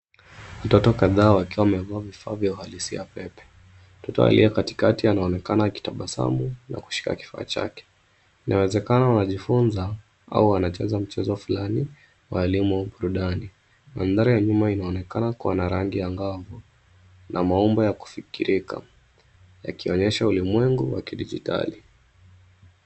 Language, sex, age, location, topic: Swahili, male, 25-35, Nairobi, education